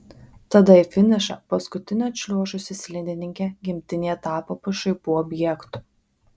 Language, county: Lithuanian, Vilnius